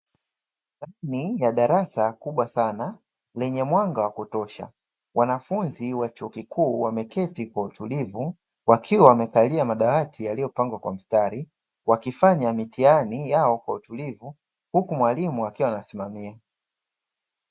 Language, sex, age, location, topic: Swahili, male, 25-35, Dar es Salaam, education